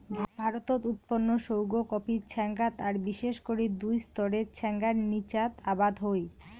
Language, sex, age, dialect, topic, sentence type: Bengali, female, 31-35, Rajbangshi, agriculture, statement